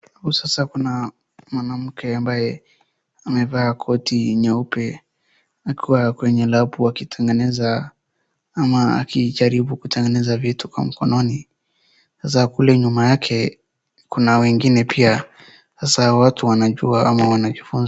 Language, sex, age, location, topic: Swahili, female, 36-49, Wajir, health